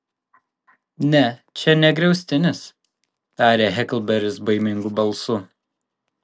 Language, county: Lithuanian, Vilnius